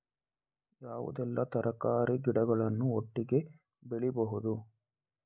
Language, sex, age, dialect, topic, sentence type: Kannada, male, 18-24, Coastal/Dakshin, agriculture, question